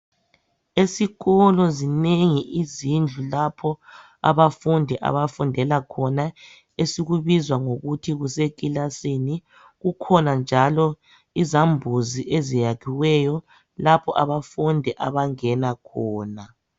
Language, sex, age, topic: North Ndebele, male, 25-35, education